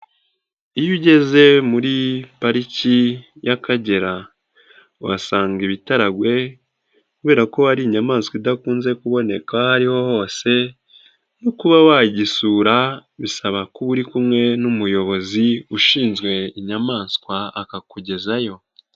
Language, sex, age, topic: Kinyarwanda, male, 18-24, agriculture